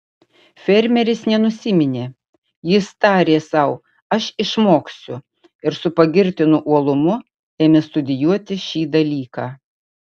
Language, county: Lithuanian, Utena